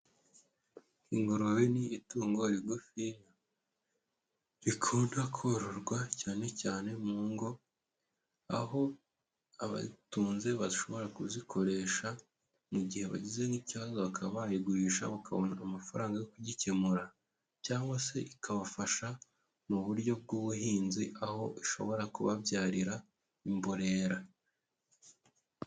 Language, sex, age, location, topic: Kinyarwanda, male, 25-35, Huye, agriculture